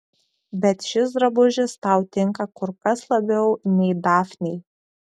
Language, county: Lithuanian, Šiauliai